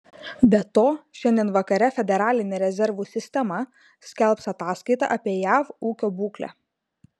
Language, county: Lithuanian, Marijampolė